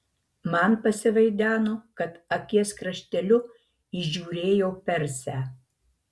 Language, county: Lithuanian, Marijampolė